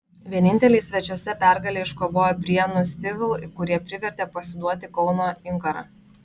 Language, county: Lithuanian, Vilnius